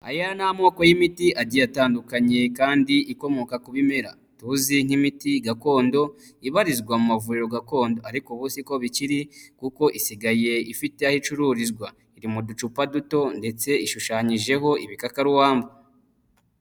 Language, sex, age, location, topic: Kinyarwanda, male, 25-35, Huye, health